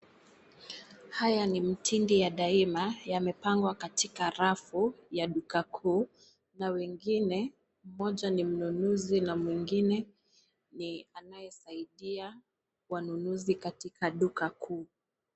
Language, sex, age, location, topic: Swahili, female, 18-24, Kisumu, finance